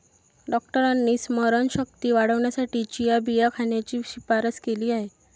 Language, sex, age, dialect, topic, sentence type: Marathi, female, 25-30, Varhadi, agriculture, statement